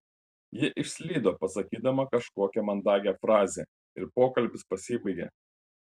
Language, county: Lithuanian, Panevėžys